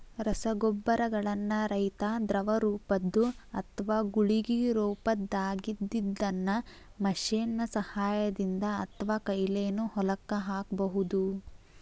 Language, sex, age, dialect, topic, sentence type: Kannada, female, 18-24, Dharwad Kannada, agriculture, statement